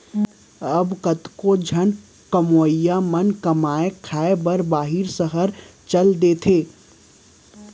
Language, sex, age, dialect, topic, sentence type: Chhattisgarhi, male, 60-100, Central, banking, statement